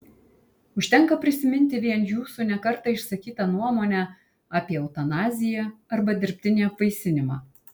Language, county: Lithuanian, Kaunas